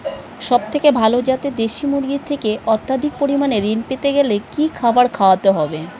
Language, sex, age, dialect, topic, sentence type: Bengali, female, 36-40, Standard Colloquial, agriculture, question